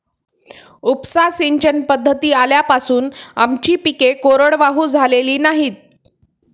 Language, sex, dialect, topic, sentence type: Marathi, female, Standard Marathi, agriculture, statement